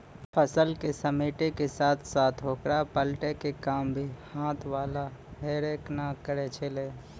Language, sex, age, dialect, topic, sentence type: Maithili, male, 25-30, Angika, agriculture, statement